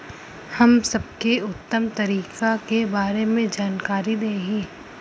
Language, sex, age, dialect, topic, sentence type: Bhojpuri, female, <18, Western, agriculture, question